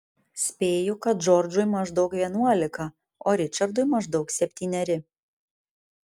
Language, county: Lithuanian, Kaunas